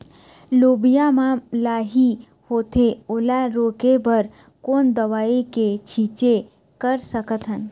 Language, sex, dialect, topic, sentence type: Chhattisgarhi, female, Eastern, agriculture, question